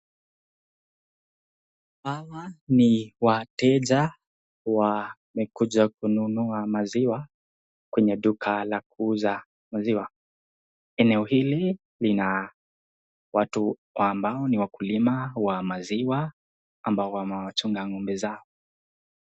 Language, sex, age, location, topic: Swahili, female, 25-35, Nakuru, agriculture